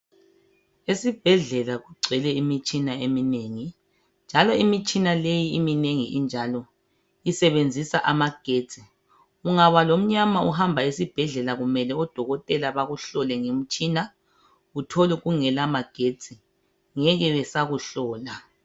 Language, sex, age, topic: North Ndebele, male, 36-49, health